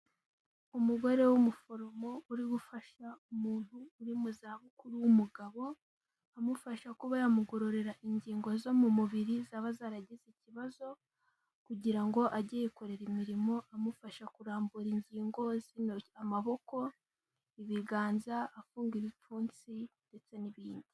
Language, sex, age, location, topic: Kinyarwanda, female, 18-24, Kigali, health